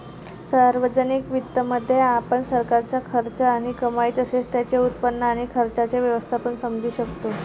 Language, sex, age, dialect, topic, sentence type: Marathi, female, 18-24, Varhadi, banking, statement